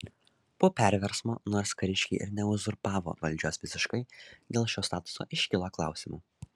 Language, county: Lithuanian, Šiauliai